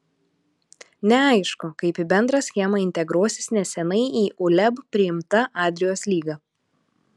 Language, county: Lithuanian, Alytus